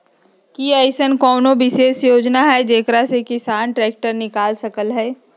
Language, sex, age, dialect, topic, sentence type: Magahi, female, 60-100, Western, agriculture, statement